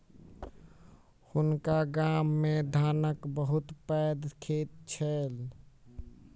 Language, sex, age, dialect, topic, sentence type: Maithili, male, 18-24, Southern/Standard, agriculture, statement